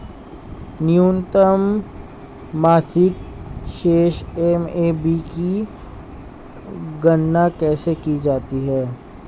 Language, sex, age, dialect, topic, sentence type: Hindi, male, 25-30, Hindustani Malvi Khadi Boli, banking, question